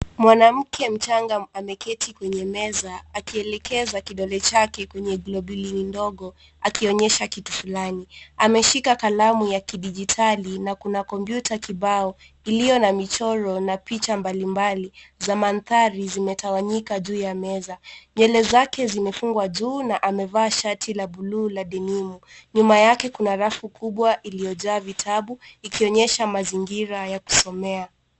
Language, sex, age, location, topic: Swahili, male, 18-24, Nairobi, education